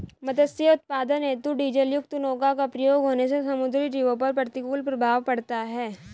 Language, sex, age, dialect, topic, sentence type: Hindi, female, 18-24, Hindustani Malvi Khadi Boli, agriculture, statement